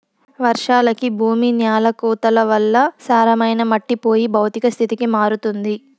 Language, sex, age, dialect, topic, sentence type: Telugu, female, 46-50, Southern, agriculture, statement